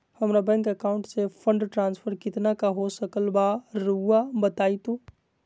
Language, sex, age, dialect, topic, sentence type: Magahi, male, 25-30, Southern, banking, question